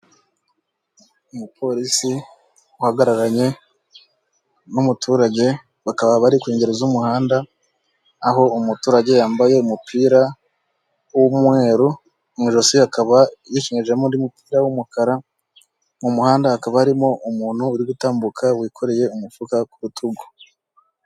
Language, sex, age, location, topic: Kinyarwanda, male, 18-24, Kigali, government